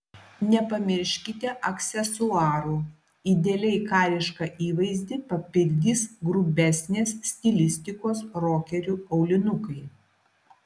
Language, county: Lithuanian, Klaipėda